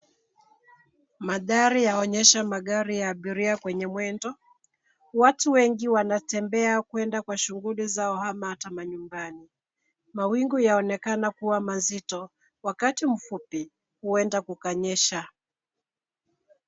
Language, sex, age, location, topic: Swahili, female, 25-35, Nairobi, government